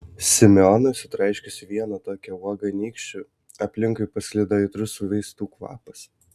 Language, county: Lithuanian, Vilnius